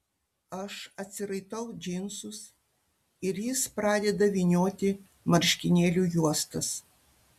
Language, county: Lithuanian, Panevėžys